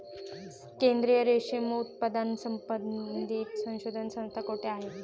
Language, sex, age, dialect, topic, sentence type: Marathi, female, 18-24, Standard Marathi, agriculture, statement